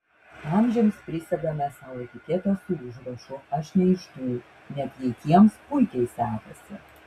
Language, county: Lithuanian, Vilnius